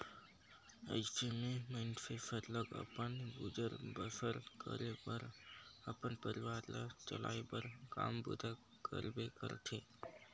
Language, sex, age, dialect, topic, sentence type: Chhattisgarhi, male, 60-100, Northern/Bhandar, agriculture, statement